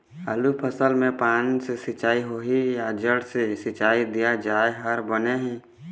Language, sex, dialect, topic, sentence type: Chhattisgarhi, male, Eastern, agriculture, question